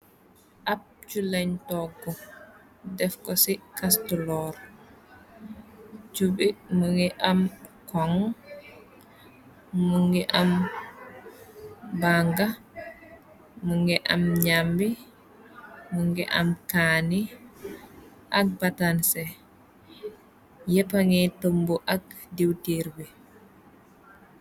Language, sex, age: Wolof, female, 18-24